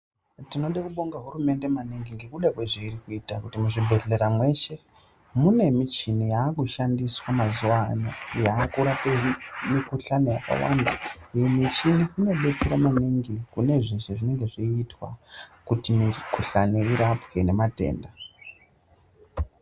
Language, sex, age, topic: Ndau, female, 36-49, health